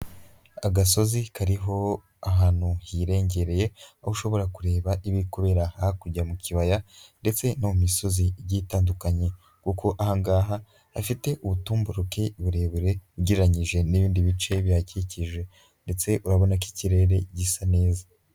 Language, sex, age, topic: Kinyarwanda, male, 25-35, agriculture